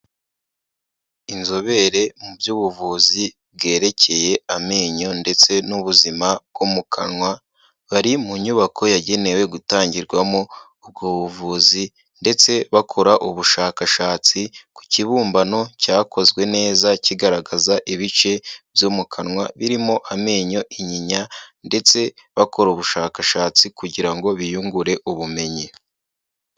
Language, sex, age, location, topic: Kinyarwanda, male, 18-24, Kigali, health